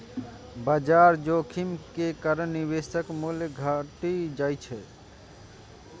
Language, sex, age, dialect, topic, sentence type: Maithili, male, 31-35, Eastern / Thethi, banking, statement